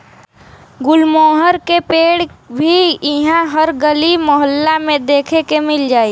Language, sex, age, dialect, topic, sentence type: Bhojpuri, female, <18, Western, agriculture, statement